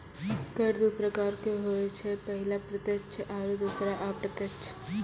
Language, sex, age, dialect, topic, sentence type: Maithili, female, 18-24, Angika, banking, statement